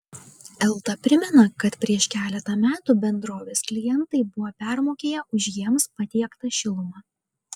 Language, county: Lithuanian, Kaunas